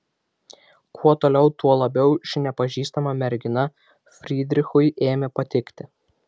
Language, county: Lithuanian, Vilnius